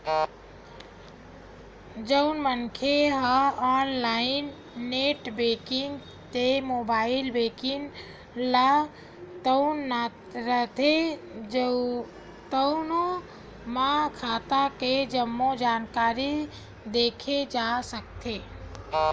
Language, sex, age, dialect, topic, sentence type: Chhattisgarhi, female, 46-50, Western/Budati/Khatahi, banking, statement